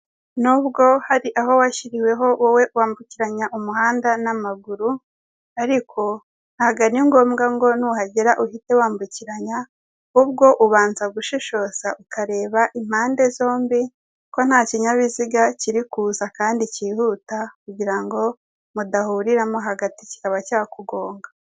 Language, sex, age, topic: Kinyarwanda, female, 18-24, government